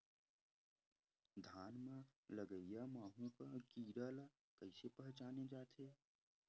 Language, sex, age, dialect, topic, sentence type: Chhattisgarhi, male, 18-24, Western/Budati/Khatahi, agriculture, question